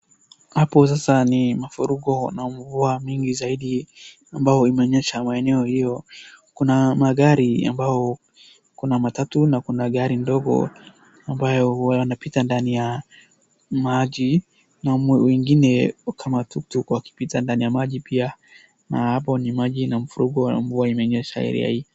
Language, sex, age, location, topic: Swahili, male, 18-24, Wajir, health